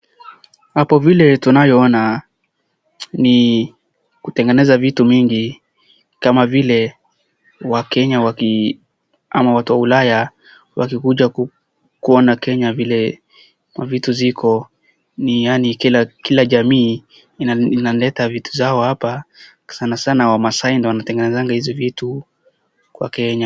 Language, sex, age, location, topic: Swahili, male, 18-24, Wajir, finance